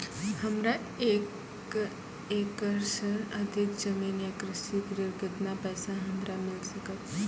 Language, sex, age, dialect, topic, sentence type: Maithili, female, 18-24, Angika, banking, question